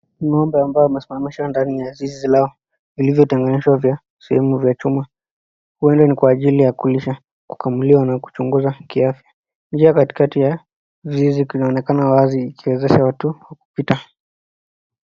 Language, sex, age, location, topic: Swahili, female, 36-49, Nakuru, agriculture